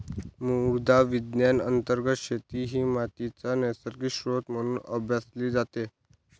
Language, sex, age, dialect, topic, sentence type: Marathi, male, 18-24, Northern Konkan, agriculture, statement